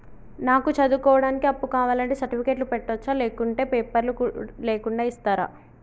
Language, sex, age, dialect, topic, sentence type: Telugu, male, 36-40, Telangana, banking, question